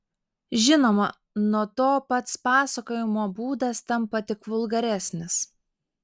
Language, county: Lithuanian, Alytus